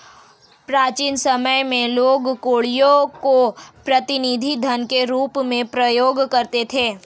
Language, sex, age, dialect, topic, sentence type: Hindi, female, 18-24, Marwari Dhudhari, banking, statement